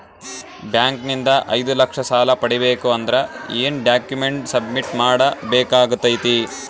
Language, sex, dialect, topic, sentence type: Kannada, male, Northeastern, banking, question